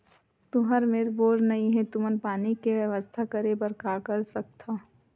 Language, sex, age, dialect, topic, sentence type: Chhattisgarhi, female, 31-35, Western/Budati/Khatahi, agriculture, question